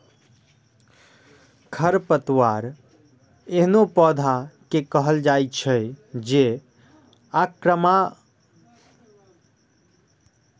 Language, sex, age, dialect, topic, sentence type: Maithili, male, 18-24, Eastern / Thethi, agriculture, statement